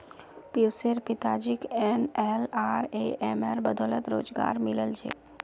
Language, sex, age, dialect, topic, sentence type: Magahi, female, 31-35, Northeastern/Surjapuri, banking, statement